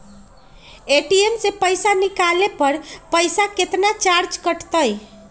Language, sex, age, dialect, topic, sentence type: Magahi, female, 31-35, Western, banking, question